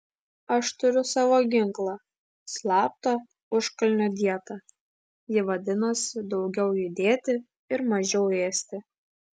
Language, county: Lithuanian, Klaipėda